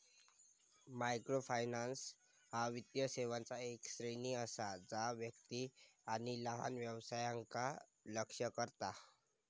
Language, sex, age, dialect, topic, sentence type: Marathi, male, 18-24, Southern Konkan, banking, statement